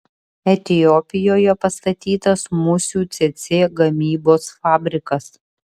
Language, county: Lithuanian, Vilnius